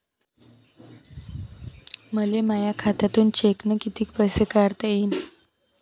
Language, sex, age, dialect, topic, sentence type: Marathi, female, 18-24, Varhadi, banking, question